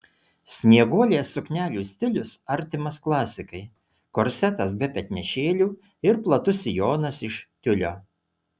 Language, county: Lithuanian, Utena